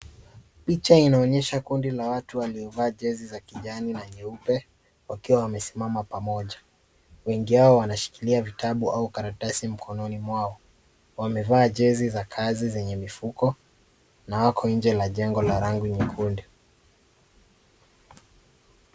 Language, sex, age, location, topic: Swahili, male, 18-24, Kisii, health